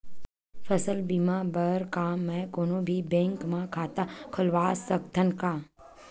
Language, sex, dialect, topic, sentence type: Chhattisgarhi, female, Western/Budati/Khatahi, agriculture, question